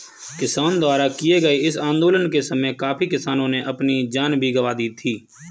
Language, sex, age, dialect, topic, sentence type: Hindi, male, 18-24, Kanauji Braj Bhasha, agriculture, statement